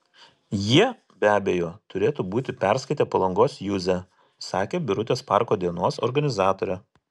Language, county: Lithuanian, Telšiai